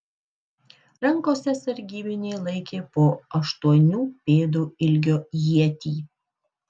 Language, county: Lithuanian, Kaunas